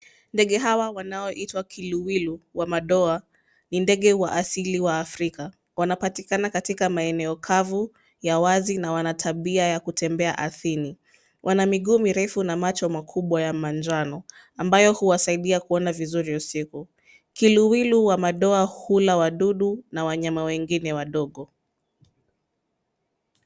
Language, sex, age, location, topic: Swahili, female, 25-35, Nairobi, government